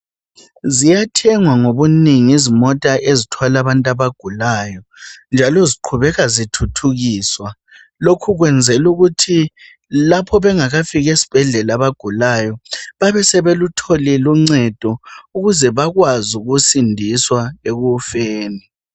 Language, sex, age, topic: North Ndebele, female, 25-35, health